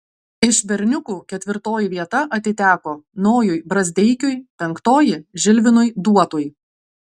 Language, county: Lithuanian, Klaipėda